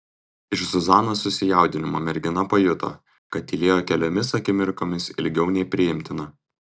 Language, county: Lithuanian, Tauragė